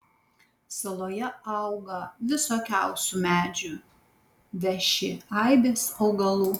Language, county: Lithuanian, Panevėžys